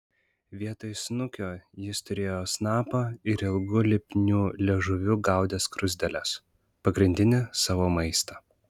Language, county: Lithuanian, Klaipėda